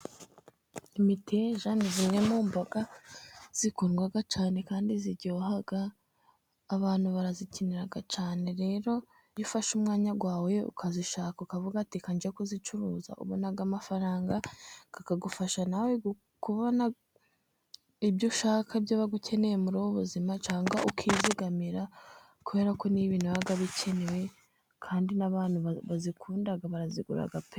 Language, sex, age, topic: Kinyarwanda, female, 18-24, agriculture